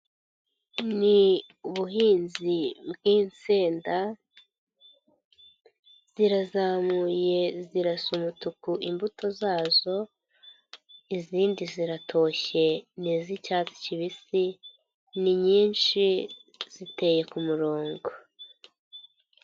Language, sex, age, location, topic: Kinyarwanda, female, 18-24, Nyagatare, agriculture